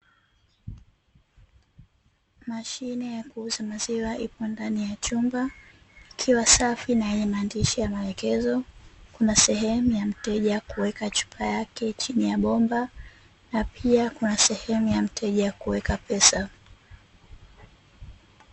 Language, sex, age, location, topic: Swahili, female, 18-24, Dar es Salaam, finance